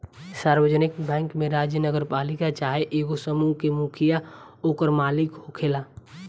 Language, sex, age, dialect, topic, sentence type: Bhojpuri, female, 18-24, Southern / Standard, banking, statement